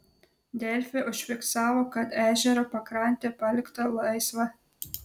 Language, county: Lithuanian, Telšiai